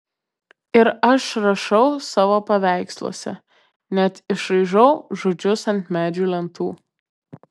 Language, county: Lithuanian, Kaunas